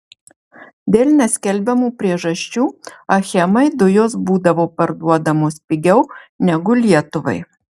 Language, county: Lithuanian, Marijampolė